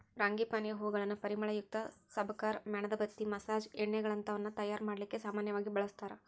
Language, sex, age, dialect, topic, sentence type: Kannada, female, 18-24, Dharwad Kannada, agriculture, statement